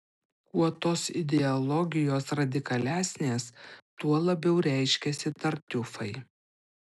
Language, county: Lithuanian, Panevėžys